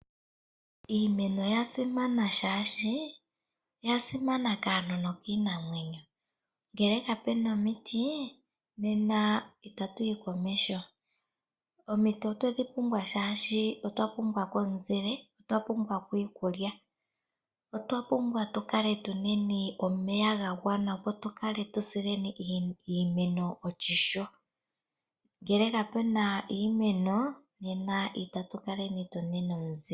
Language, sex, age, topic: Oshiwambo, female, 25-35, agriculture